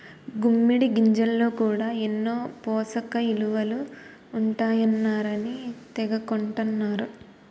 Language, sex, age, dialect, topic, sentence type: Telugu, female, 18-24, Utterandhra, agriculture, statement